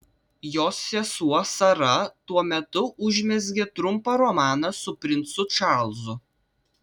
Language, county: Lithuanian, Vilnius